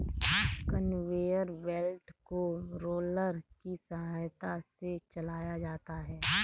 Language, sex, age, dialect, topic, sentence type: Hindi, female, 31-35, Kanauji Braj Bhasha, agriculture, statement